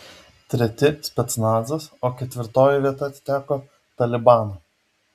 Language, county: Lithuanian, Vilnius